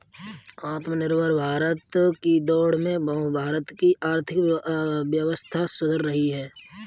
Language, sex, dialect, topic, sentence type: Hindi, male, Kanauji Braj Bhasha, banking, statement